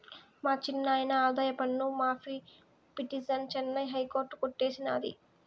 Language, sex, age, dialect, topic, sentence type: Telugu, female, 18-24, Southern, banking, statement